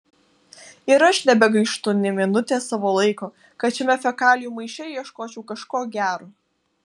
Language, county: Lithuanian, Vilnius